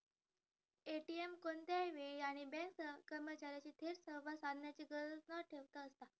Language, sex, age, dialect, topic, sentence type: Marathi, female, 18-24, Southern Konkan, banking, statement